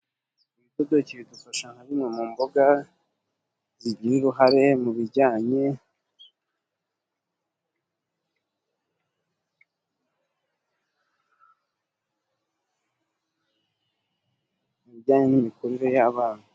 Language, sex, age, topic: Kinyarwanda, male, 25-35, agriculture